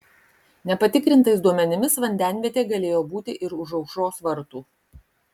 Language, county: Lithuanian, Kaunas